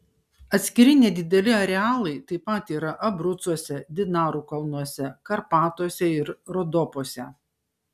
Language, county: Lithuanian, Šiauliai